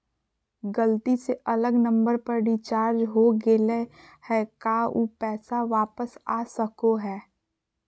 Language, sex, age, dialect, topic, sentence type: Magahi, female, 41-45, Southern, banking, question